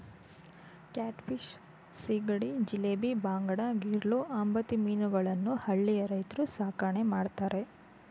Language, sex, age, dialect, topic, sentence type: Kannada, female, 25-30, Mysore Kannada, agriculture, statement